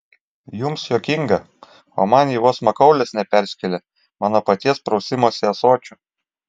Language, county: Lithuanian, Klaipėda